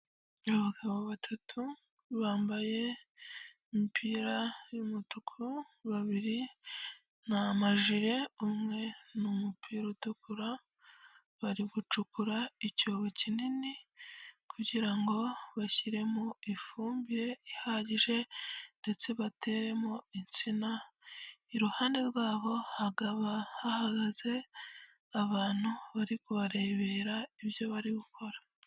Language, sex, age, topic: Kinyarwanda, female, 25-35, health